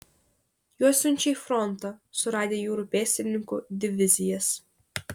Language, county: Lithuanian, Šiauliai